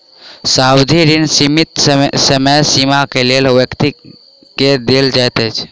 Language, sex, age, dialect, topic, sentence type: Maithili, male, 18-24, Southern/Standard, banking, statement